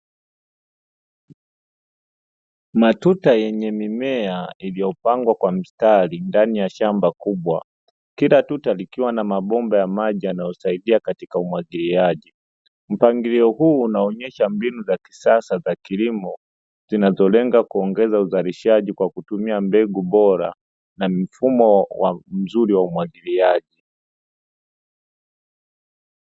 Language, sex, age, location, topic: Swahili, male, 25-35, Dar es Salaam, agriculture